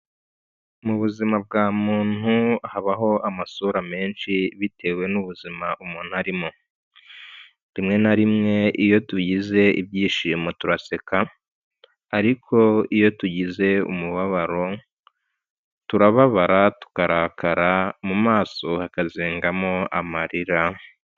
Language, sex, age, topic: Kinyarwanda, male, 25-35, health